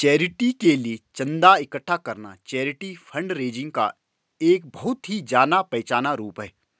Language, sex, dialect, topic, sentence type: Hindi, male, Marwari Dhudhari, banking, statement